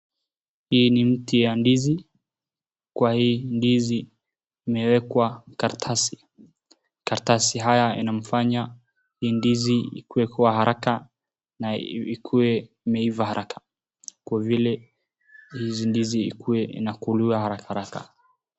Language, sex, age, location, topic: Swahili, female, 36-49, Wajir, agriculture